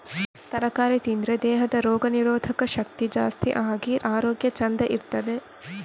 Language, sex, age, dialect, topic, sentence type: Kannada, female, 18-24, Coastal/Dakshin, agriculture, statement